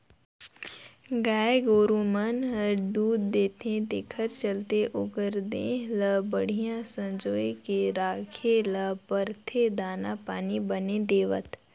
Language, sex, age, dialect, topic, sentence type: Chhattisgarhi, female, 51-55, Northern/Bhandar, agriculture, statement